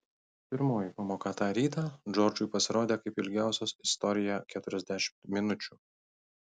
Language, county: Lithuanian, Kaunas